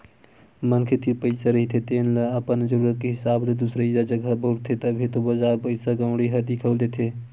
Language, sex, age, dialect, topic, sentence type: Chhattisgarhi, male, 18-24, Western/Budati/Khatahi, banking, statement